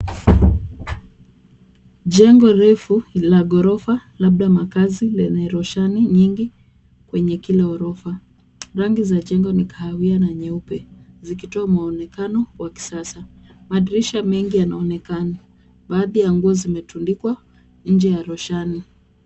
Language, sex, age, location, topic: Swahili, female, 25-35, Nairobi, finance